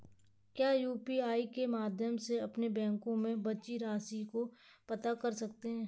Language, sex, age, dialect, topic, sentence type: Hindi, male, 18-24, Kanauji Braj Bhasha, banking, question